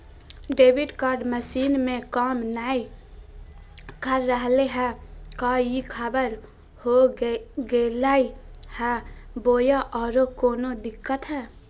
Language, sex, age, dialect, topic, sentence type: Magahi, female, 18-24, Southern, banking, question